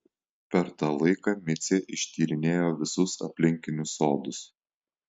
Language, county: Lithuanian, Alytus